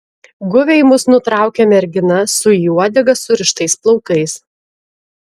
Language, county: Lithuanian, Klaipėda